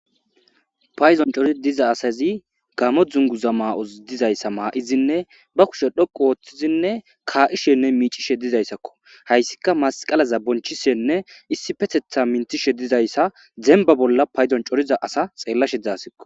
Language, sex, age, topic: Gamo, male, 25-35, government